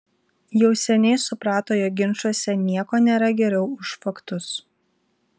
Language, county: Lithuanian, Vilnius